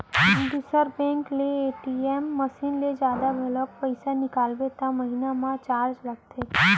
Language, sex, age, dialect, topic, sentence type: Chhattisgarhi, female, 18-24, Central, banking, statement